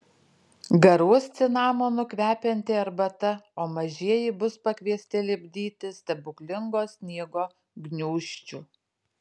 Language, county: Lithuanian, Alytus